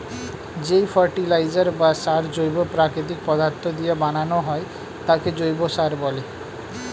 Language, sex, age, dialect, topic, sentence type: Bengali, male, 25-30, Standard Colloquial, agriculture, statement